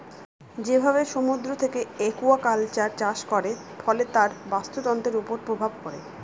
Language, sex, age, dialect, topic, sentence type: Bengali, female, 31-35, Northern/Varendri, agriculture, statement